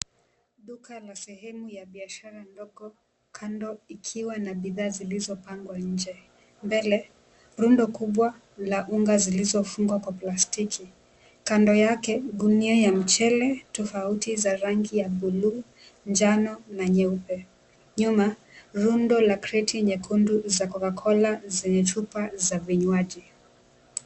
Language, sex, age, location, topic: Swahili, female, 25-35, Mombasa, finance